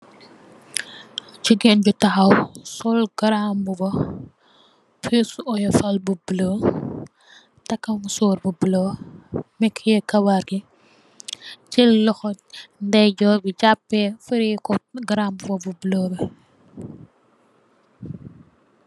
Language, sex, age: Wolof, female, 18-24